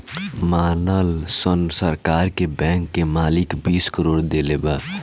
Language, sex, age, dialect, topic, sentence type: Bhojpuri, male, <18, Southern / Standard, banking, statement